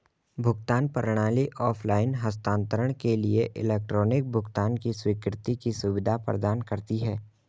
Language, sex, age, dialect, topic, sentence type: Hindi, male, 18-24, Marwari Dhudhari, banking, statement